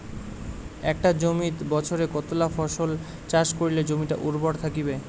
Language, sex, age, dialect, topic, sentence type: Bengali, male, 18-24, Rajbangshi, agriculture, question